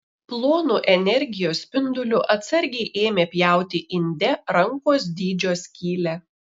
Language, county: Lithuanian, Šiauliai